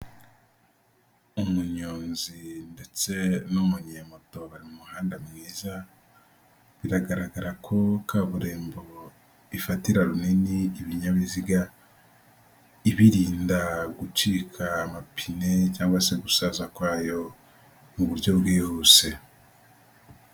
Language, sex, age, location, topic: Kinyarwanda, male, 18-24, Nyagatare, government